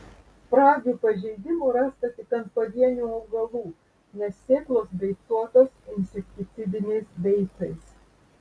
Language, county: Lithuanian, Vilnius